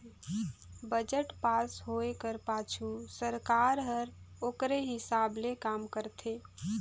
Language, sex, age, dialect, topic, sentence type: Chhattisgarhi, female, 25-30, Northern/Bhandar, banking, statement